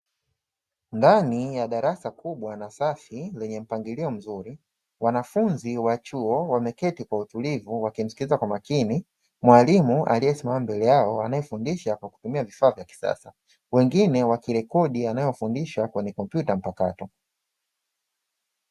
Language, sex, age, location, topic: Swahili, male, 25-35, Dar es Salaam, education